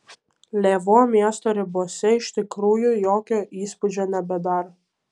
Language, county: Lithuanian, Kaunas